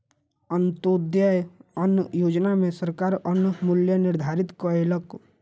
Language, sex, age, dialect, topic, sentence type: Maithili, male, 25-30, Southern/Standard, agriculture, statement